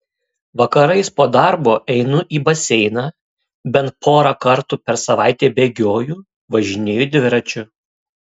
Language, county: Lithuanian, Kaunas